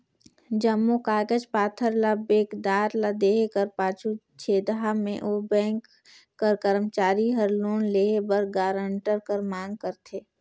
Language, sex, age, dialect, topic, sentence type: Chhattisgarhi, female, 18-24, Northern/Bhandar, banking, statement